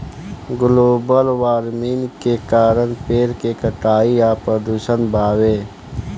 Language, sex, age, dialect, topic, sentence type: Bhojpuri, male, <18, Southern / Standard, agriculture, statement